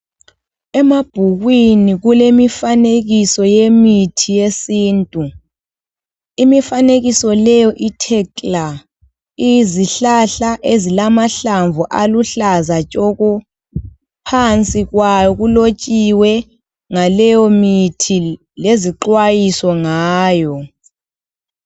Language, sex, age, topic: North Ndebele, female, 25-35, health